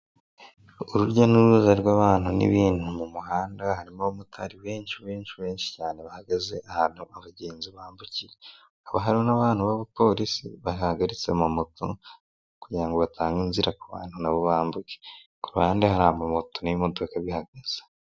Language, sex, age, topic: Kinyarwanda, female, 18-24, government